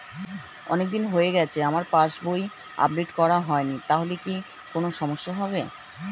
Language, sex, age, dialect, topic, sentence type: Bengali, female, 36-40, Standard Colloquial, banking, question